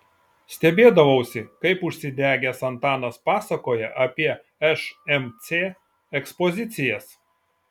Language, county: Lithuanian, Šiauliai